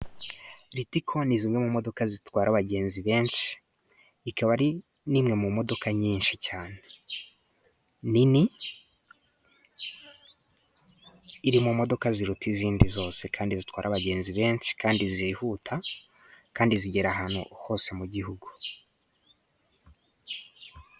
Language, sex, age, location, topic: Kinyarwanda, male, 18-24, Musanze, government